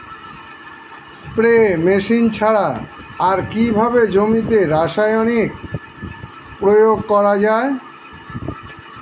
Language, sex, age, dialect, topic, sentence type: Bengali, male, 51-55, Standard Colloquial, agriculture, question